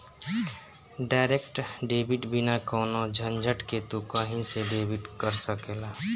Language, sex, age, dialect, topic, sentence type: Bhojpuri, male, 51-55, Northern, banking, statement